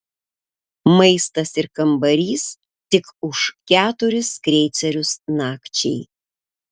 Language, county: Lithuanian, Panevėžys